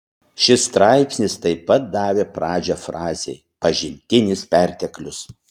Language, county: Lithuanian, Utena